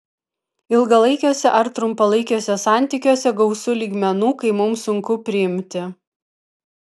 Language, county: Lithuanian, Vilnius